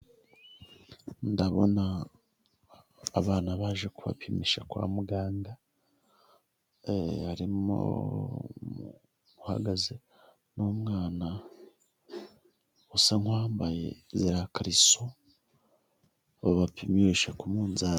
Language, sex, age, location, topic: Kinyarwanda, female, 18-24, Huye, health